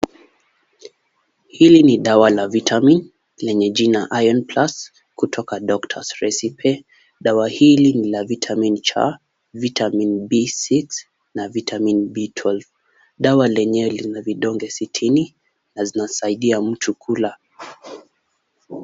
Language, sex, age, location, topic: Swahili, male, 18-24, Kisumu, health